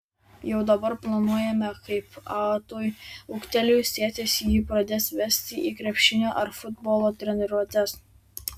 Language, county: Lithuanian, Vilnius